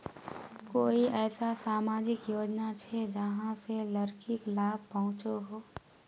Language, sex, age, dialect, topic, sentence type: Magahi, female, 18-24, Northeastern/Surjapuri, banking, statement